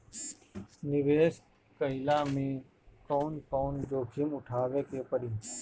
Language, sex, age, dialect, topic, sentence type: Bhojpuri, male, 31-35, Northern, banking, question